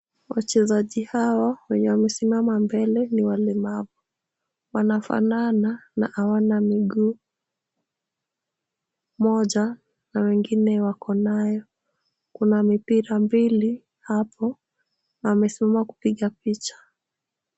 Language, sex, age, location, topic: Swahili, female, 18-24, Kisumu, education